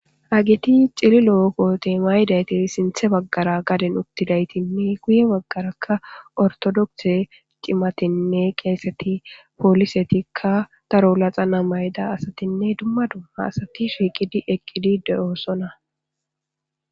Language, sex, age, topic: Gamo, female, 18-24, government